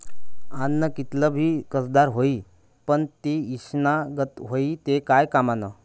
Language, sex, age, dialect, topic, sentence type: Marathi, male, 31-35, Northern Konkan, agriculture, statement